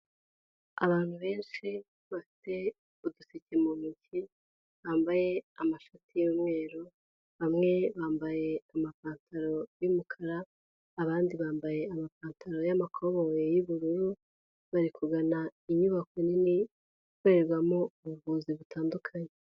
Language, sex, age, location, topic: Kinyarwanda, female, 18-24, Huye, health